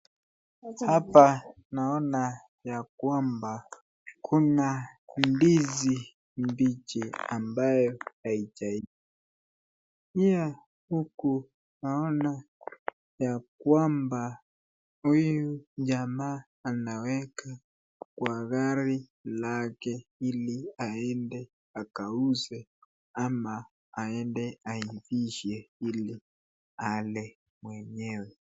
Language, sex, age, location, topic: Swahili, female, 36-49, Nakuru, agriculture